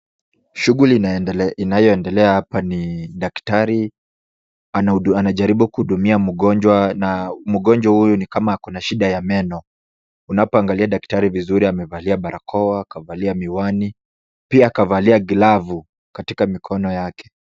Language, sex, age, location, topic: Swahili, male, 18-24, Kisumu, health